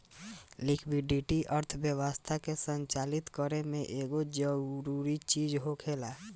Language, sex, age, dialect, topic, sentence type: Bhojpuri, male, 18-24, Southern / Standard, banking, statement